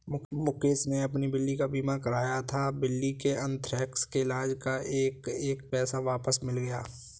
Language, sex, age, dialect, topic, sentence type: Hindi, male, 18-24, Kanauji Braj Bhasha, banking, statement